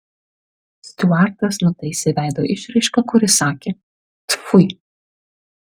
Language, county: Lithuanian, Vilnius